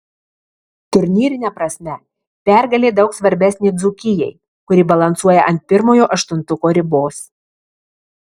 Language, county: Lithuanian, Marijampolė